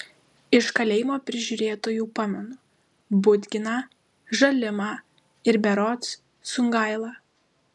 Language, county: Lithuanian, Klaipėda